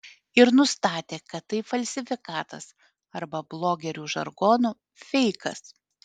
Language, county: Lithuanian, Panevėžys